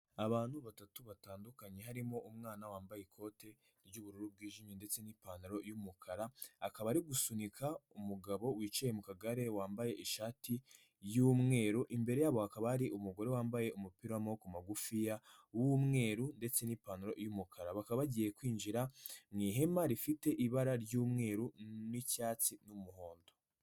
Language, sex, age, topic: Kinyarwanda, male, 18-24, health